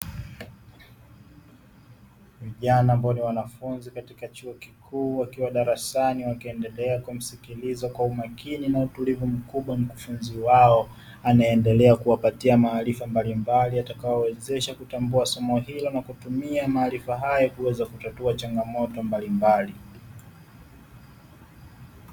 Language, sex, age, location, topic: Swahili, male, 18-24, Dar es Salaam, education